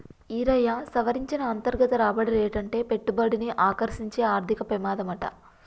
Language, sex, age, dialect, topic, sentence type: Telugu, female, 25-30, Telangana, banking, statement